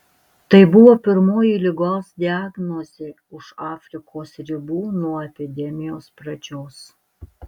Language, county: Lithuanian, Alytus